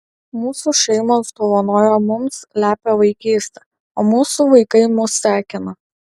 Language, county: Lithuanian, Alytus